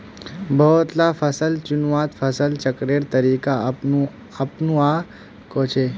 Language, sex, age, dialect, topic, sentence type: Magahi, male, 25-30, Northeastern/Surjapuri, agriculture, statement